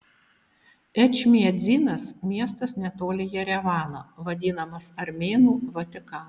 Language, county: Lithuanian, Utena